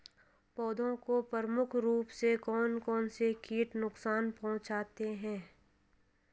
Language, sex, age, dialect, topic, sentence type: Hindi, female, 46-50, Hindustani Malvi Khadi Boli, agriculture, question